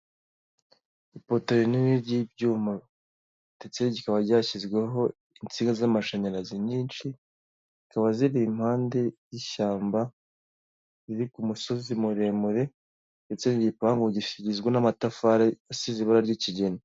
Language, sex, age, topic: Kinyarwanda, male, 18-24, government